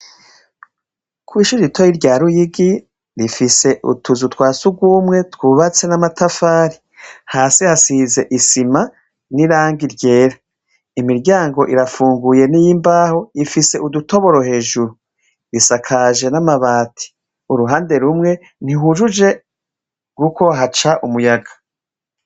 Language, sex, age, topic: Rundi, male, 36-49, education